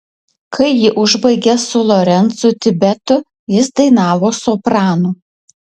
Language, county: Lithuanian, Utena